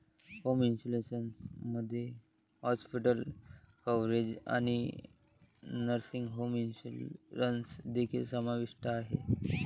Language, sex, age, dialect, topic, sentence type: Marathi, male, 18-24, Varhadi, banking, statement